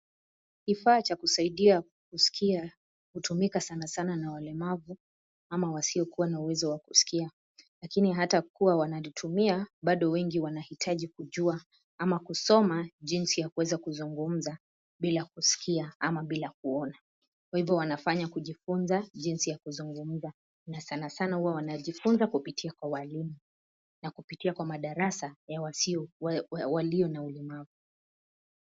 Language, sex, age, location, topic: Swahili, female, 25-35, Nairobi, education